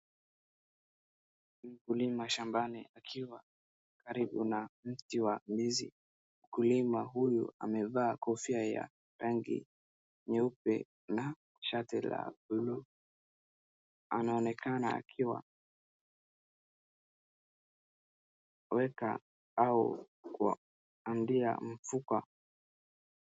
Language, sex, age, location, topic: Swahili, male, 36-49, Wajir, agriculture